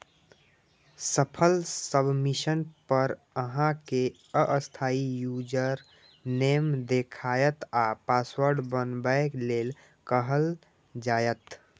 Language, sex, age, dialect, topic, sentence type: Maithili, male, 18-24, Eastern / Thethi, banking, statement